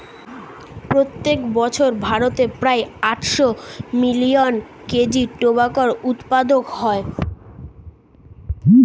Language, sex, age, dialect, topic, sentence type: Bengali, male, 36-40, Standard Colloquial, agriculture, statement